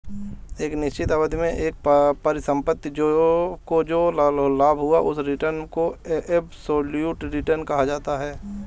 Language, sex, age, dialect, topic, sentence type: Hindi, male, 25-30, Marwari Dhudhari, banking, statement